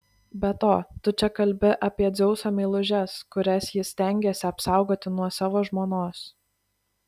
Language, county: Lithuanian, Klaipėda